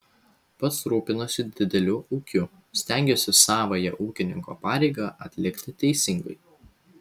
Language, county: Lithuanian, Vilnius